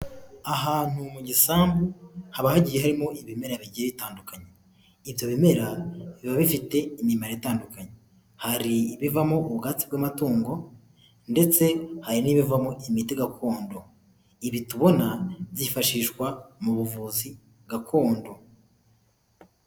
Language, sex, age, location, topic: Kinyarwanda, male, 18-24, Huye, health